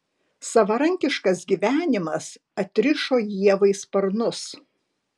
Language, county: Lithuanian, Panevėžys